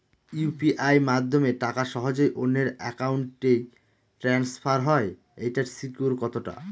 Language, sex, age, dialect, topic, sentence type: Bengali, male, 36-40, Northern/Varendri, banking, question